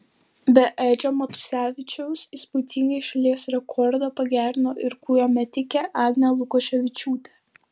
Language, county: Lithuanian, Vilnius